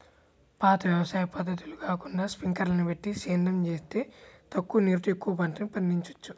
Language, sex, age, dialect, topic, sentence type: Telugu, male, 18-24, Central/Coastal, agriculture, statement